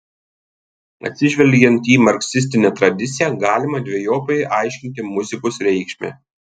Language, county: Lithuanian, Tauragė